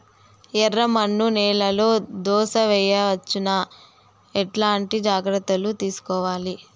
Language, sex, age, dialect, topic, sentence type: Telugu, male, 31-35, Southern, agriculture, question